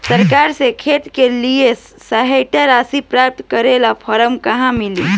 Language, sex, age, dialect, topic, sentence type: Bhojpuri, female, <18, Southern / Standard, agriculture, question